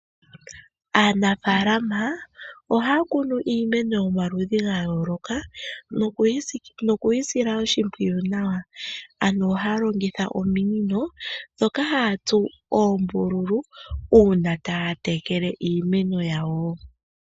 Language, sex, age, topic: Oshiwambo, male, 25-35, agriculture